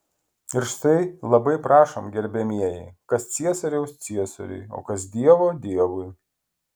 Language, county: Lithuanian, Klaipėda